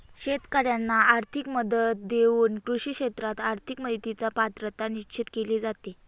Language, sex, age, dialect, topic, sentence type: Marathi, female, 25-30, Northern Konkan, agriculture, statement